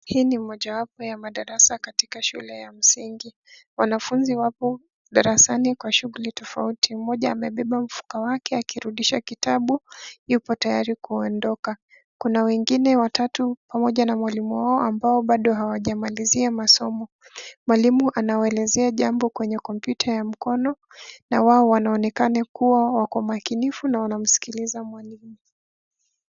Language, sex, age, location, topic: Swahili, female, 36-49, Nairobi, education